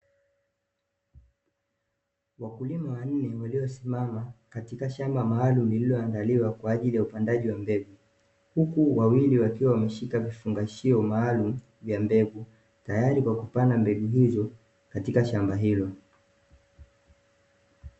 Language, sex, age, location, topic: Swahili, male, 18-24, Dar es Salaam, agriculture